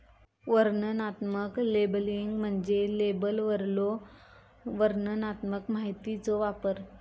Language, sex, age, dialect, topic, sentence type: Marathi, female, 25-30, Southern Konkan, banking, statement